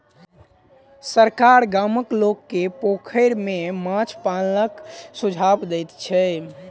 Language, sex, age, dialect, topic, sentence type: Maithili, male, 18-24, Southern/Standard, agriculture, statement